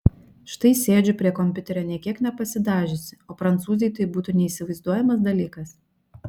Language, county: Lithuanian, Šiauliai